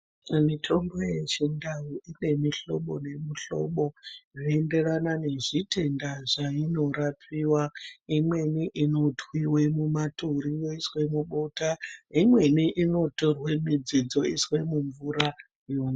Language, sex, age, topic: Ndau, female, 36-49, health